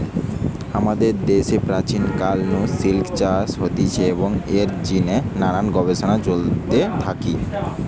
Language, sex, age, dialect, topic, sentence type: Bengali, male, 18-24, Western, agriculture, statement